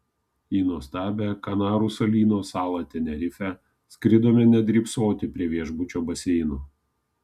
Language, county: Lithuanian, Kaunas